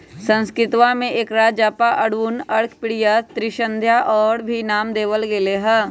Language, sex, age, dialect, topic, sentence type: Magahi, male, 25-30, Western, agriculture, statement